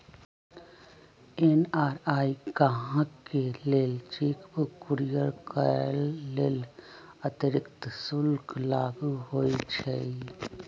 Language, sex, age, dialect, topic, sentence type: Magahi, female, 60-100, Western, banking, statement